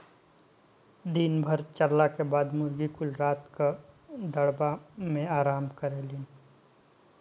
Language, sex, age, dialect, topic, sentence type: Bhojpuri, male, 18-24, Northern, agriculture, statement